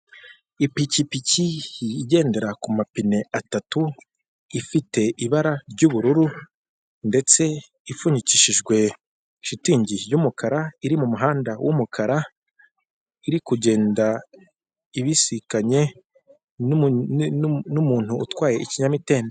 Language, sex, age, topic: Kinyarwanda, male, 18-24, government